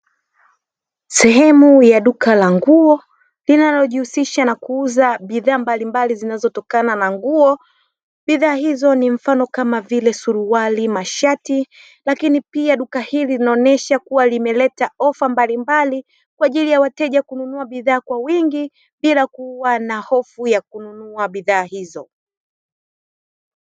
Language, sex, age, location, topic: Swahili, female, 36-49, Dar es Salaam, finance